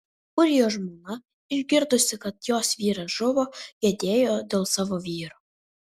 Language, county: Lithuanian, Telšiai